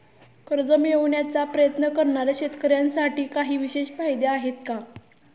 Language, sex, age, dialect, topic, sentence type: Marathi, female, 18-24, Standard Marathi, agriculture, statement